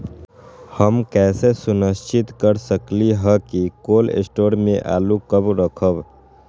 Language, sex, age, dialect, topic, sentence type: Magahi, male, 18-24, Western, agriculture, question